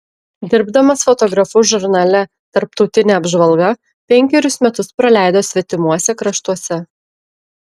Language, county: Lithuanian, Klaipėda